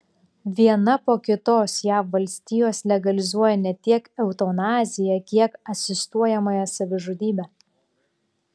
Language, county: Lithuanian, Klaipėda